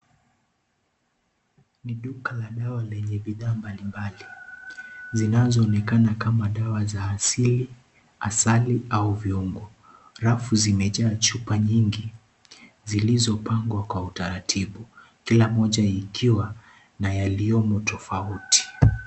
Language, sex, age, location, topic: Swahili, male, 18-24, Kisii, health